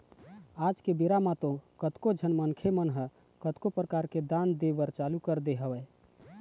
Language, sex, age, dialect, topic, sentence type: Chhattisgarhi, male, 31-35, Eastern, banking, statement